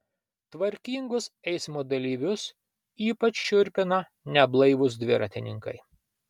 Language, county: Lithuanian, Vilnius